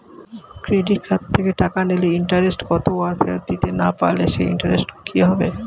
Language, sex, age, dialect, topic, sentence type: Bengali, male, 25-30, Standard Colloquial, banking, question